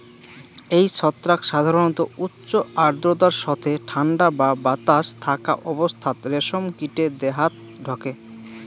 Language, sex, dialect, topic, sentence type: Bengali, male, Rajbangshi, agriculture, statement